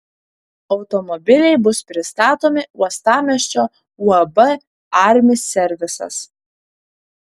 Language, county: Lithuanian, Kaunas